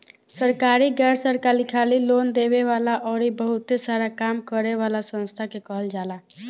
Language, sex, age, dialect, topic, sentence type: Bhojpuri, female, <18, Southern / Standard, banking, statement